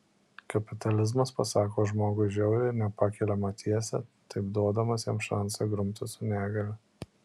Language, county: Lithuanian, Alytus